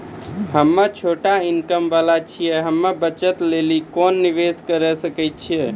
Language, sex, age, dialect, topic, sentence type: Maithili, male, 18-24, Angika, banking, question